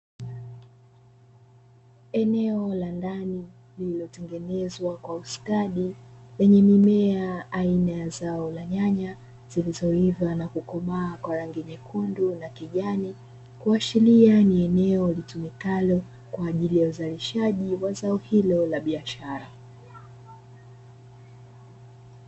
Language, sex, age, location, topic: Swahili, female, 25-35, Dar es Salaam, agriculture